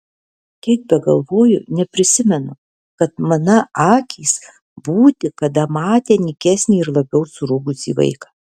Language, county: Lithuanian, Alytus